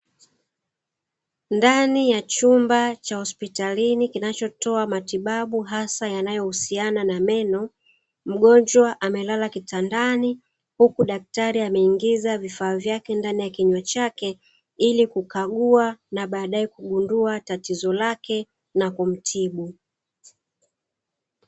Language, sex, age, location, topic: Swahili, female, 36-49, Dar es Salaam, health